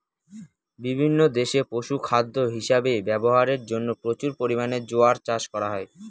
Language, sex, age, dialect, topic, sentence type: Bengali, male, <18, Northern/Varendri, agriculture, statement